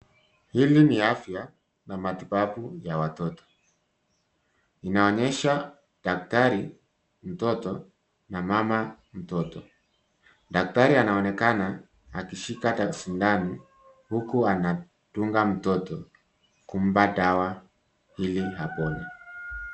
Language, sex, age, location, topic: Swahili, male, 36-49, Nairobi, health